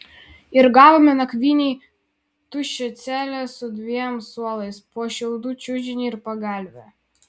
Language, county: Lithuanian, Vilnius